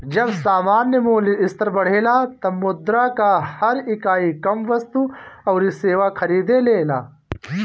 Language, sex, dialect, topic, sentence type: Bhojpuri, male, Northern, banking, statement